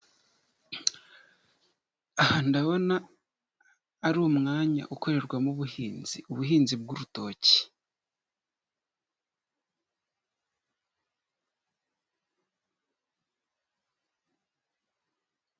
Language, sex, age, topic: Kinyarwanda, male, 25-35, agriculture